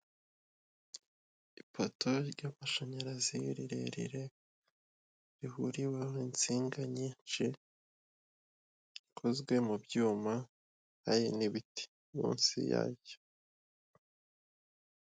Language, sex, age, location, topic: Kinyarwanda, male, 18-24, Kigali, government